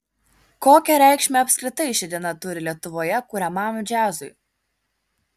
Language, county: Lithuanian, Kaunas